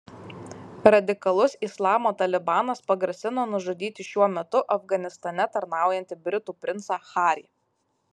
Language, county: Lithuanian, Kaunas